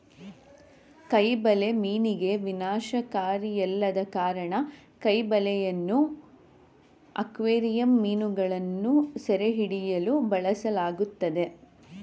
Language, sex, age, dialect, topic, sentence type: Kannada, female, 18-24, Mysore Kannada, agriculture, statement